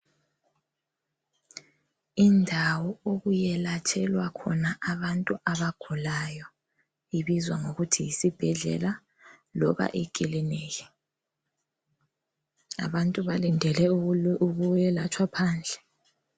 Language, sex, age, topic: North Ndebele, female, 25-35, health